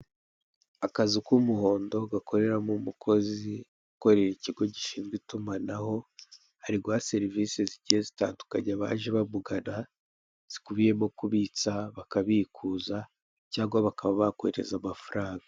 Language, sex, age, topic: Kinyarwanda, male, 18-24, finance